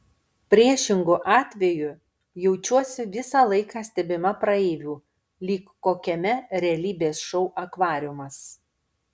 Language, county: Lithuanian, Panevėžys